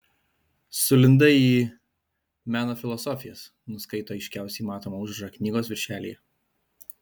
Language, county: Lithuanian, Alytus